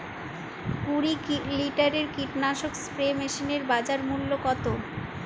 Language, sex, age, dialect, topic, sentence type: Bengali, female, 31-35, Jharkhandi, agriculture, question